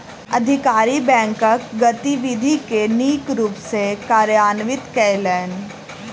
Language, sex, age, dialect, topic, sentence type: Maithili, female, 18-24, Southern/Standard, banking, statement